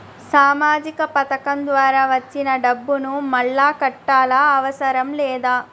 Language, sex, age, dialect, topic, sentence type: Telugu, female, 31-35, Telangana, banking, question